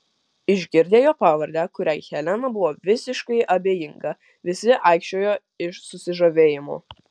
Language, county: Lithuanian, Kaunas